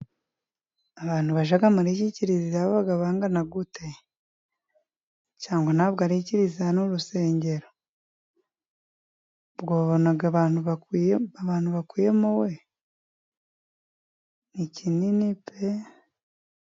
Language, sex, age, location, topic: Kinyarwanda, female, 25-35, Musanze, government